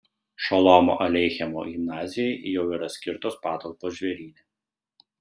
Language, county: Lithuanian, Šiauliai